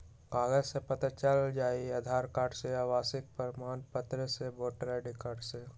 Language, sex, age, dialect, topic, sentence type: Magahi, male, 18-24, Western, banking, question